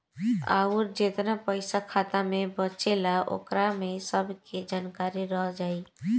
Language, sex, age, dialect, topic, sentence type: Bhojpuri, female, 18-24, Southern / Standard, banking, statement